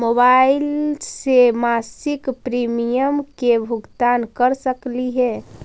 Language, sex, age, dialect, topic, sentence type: Magahi, female, 46-50, Central/Standard, banking, question